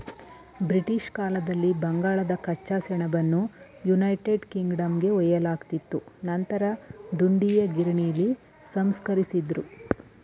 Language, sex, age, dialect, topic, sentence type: Kannada, male, 18-24, Mysore Kannada, agriculture, statement